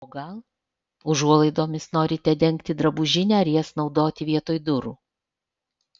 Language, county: Lithuanian, Alytus